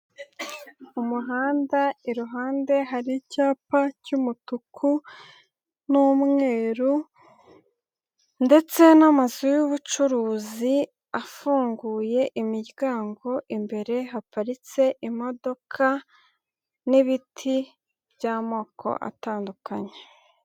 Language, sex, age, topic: Kinyarwanda, female, 18-24, government